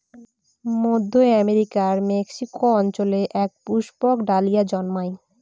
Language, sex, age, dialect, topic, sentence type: Bengali, female, 18-24, Northern/Varendri, agriculture, statement